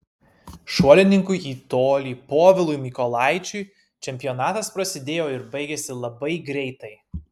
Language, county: Lithuanian, Kaunas